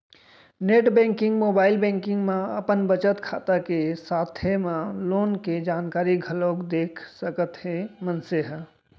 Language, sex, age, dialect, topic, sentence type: Chhattisgarhi, male, 36-40, Central, banking, statement